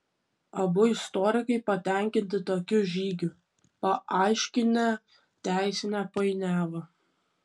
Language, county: Lithuanian, Kaunas